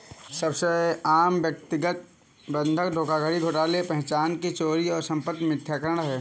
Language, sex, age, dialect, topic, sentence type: Hindi, male, 18-24, Kanauji Braj Bhasha, banking, statement